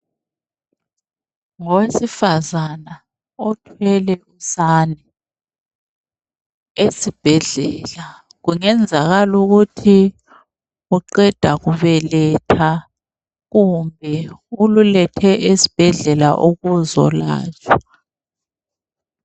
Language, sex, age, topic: North Ndebele, female, 36-49, health